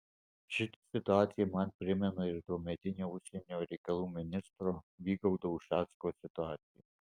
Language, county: Lithuanian, Alytus